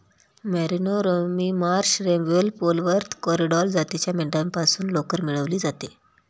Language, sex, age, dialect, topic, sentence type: Marathi, female, 31-35, Standard Marathi, agriculture, statement